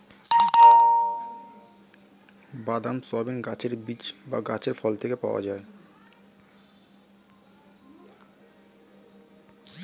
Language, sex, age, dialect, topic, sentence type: Bengali, male, 25-30, Standard Colloquial, agriculture, statement